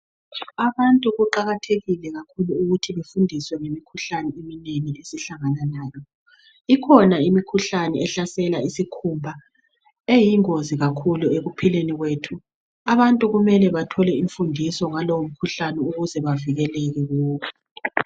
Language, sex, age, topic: North Ndebele, female, 36-49, health